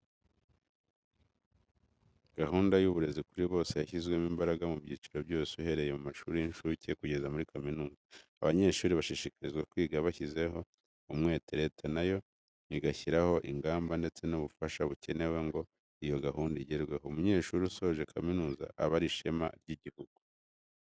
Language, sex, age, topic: Kinyarwanda, male, 25-35, education